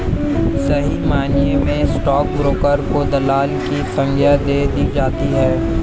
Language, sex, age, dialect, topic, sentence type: Hindi, male, 18-24, Hindustani Malvi Khadi Boli, banking, statement